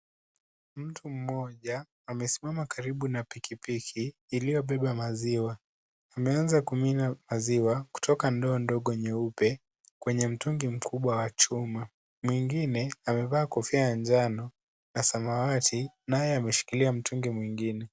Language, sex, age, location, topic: Swahili, male, 18-24, Kisumu, agriculture